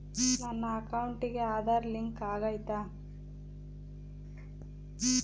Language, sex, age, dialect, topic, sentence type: Kannada, female, 36-40, Central, banking, question